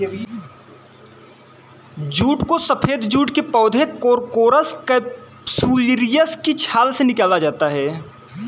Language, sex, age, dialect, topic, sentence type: Hindi, male, 18-24, Kanauji Braj Bhasha, agriculture, statement